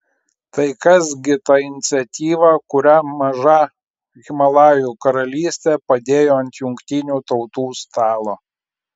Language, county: Lithuanian, Klaipėda